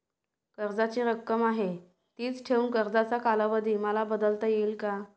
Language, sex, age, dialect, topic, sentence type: Marathi, female, 31-35, Northern Konkan, banking, question